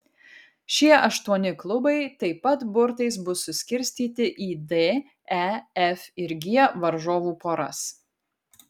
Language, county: Lithuanian, Kaunas